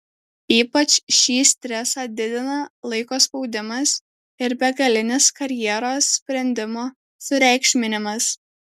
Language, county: Lithuanian, Alytus